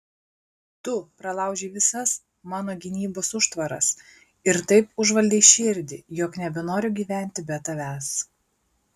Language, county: Lithuanian, Klaipėda